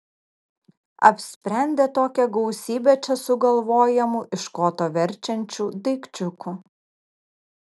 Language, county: Lithuanian, Kaunas